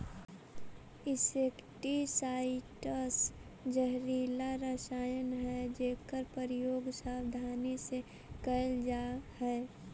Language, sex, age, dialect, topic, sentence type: Magahi, female, 18-24, Central/Standard, banking, statement